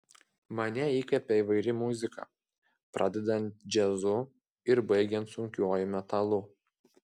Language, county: Lithuanian, Klaipėda